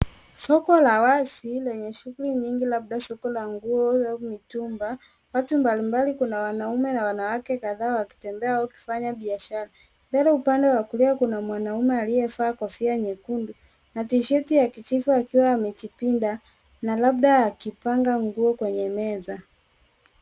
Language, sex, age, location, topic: Swahili, male, 18-24, Nairobi, finance